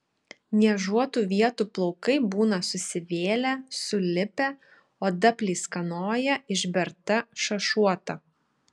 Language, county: Lithuanian, Šiauliai